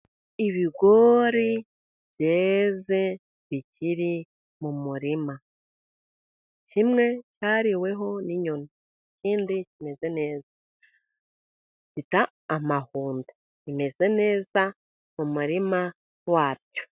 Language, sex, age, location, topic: Kinyarwanda, female, 50+, Musanze, agriculture